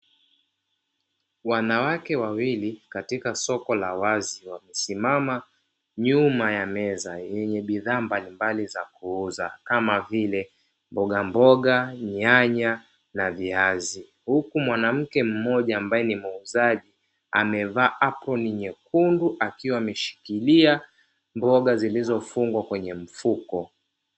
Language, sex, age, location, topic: Swahili, male, 25-35, Dar es Salaam, finance